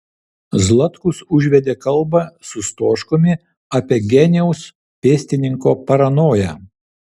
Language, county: Lithuanian, Vilnius